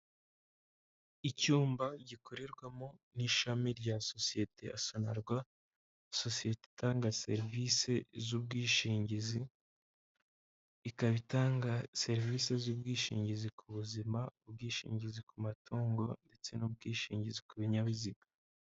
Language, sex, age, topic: Kinyarwanda, male, 25-35, finance